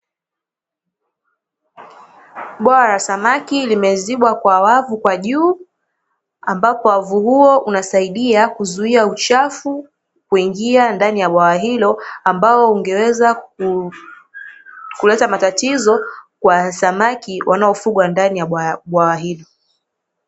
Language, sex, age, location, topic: Swahili, female, 18-24, Dar es Salaam, agriculture